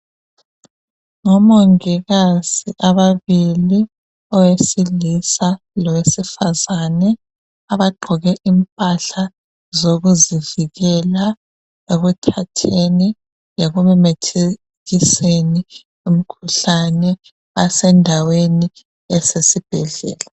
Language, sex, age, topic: North Ndebele, female, 25-35, health